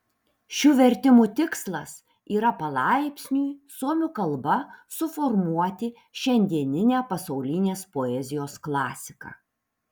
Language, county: Lithuanian, Panevėžys